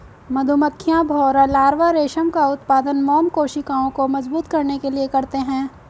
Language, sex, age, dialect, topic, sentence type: Hindi, female, 25-30, Hindustani Malvi Khadi Boli, agriculture, statement